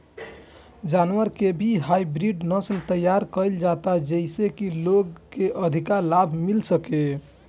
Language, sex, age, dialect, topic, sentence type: Bhojpuri, male, 18-24, Southern / Standard, agriculture, statement